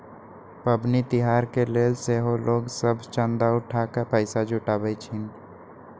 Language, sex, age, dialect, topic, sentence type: Magahi, male, 25-30, Western, banking, statement